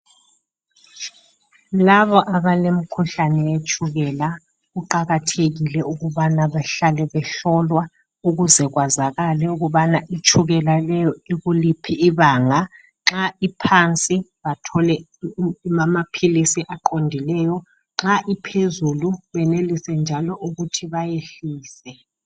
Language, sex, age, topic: North Ndebele, male, 50+, health